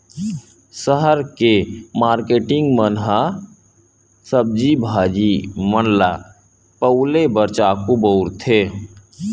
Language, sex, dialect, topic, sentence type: Chhattisgarhi, male, Western/Budati/Khatahi, agriculture, statement